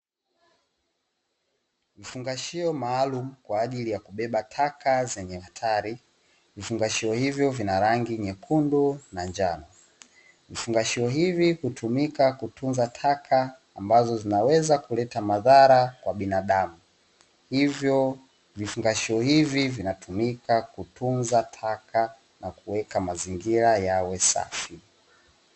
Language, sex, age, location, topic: Swahili, male, 18-24, Dar es Salaam, government